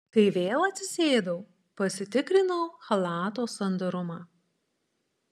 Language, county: Lithuanian, Panevėžys